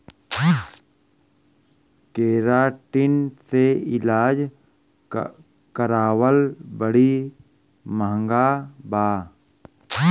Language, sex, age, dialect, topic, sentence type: Bhojpuri, male, 41-45, Western, agriculture, statement